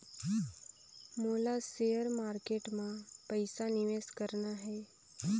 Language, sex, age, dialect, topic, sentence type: Chhattisgarhi, female, 25-30, Northern/Bhandar, banking, question